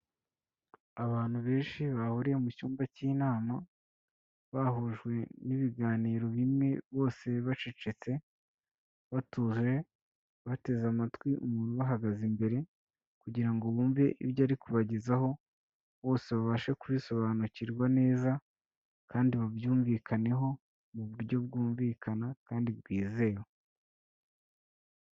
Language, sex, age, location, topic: Kinyarwanda, male, 18-24, Kigali, health